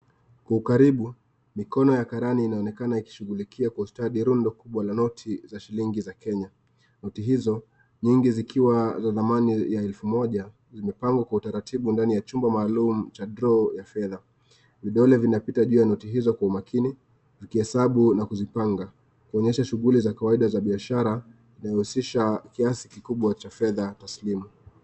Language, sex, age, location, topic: Swahili, male, 25-35, Nakuru, finance